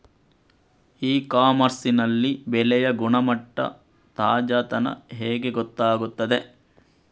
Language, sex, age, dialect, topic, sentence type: Kannada, male, 60-100, Coastal/Dakshin, agriculture, question